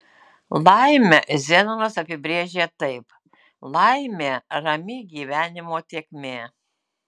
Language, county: Lithuanian, Utena